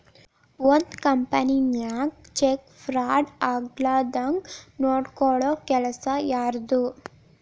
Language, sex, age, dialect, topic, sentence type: Kannada, female, 18-24, Dharwad Kannada, banking, statement